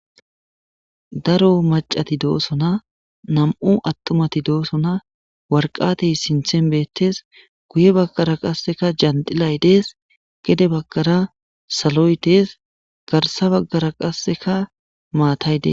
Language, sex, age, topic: Gamo, male, 25-35, government